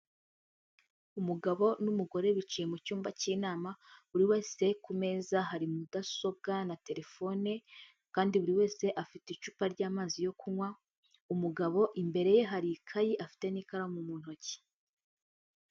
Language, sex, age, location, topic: Kinyarwanda, female, 25-35, Huye, government